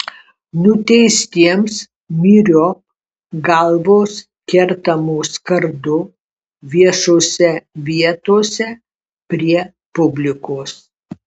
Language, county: Lithuanian, Kaunas